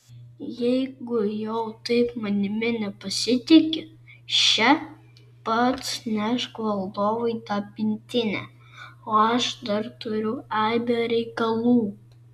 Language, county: Lithuanian, Vilnius